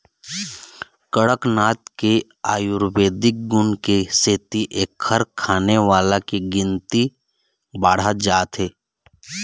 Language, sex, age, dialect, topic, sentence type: Chhattisgarhi, male, 31-35, Eastern, agriculture, statement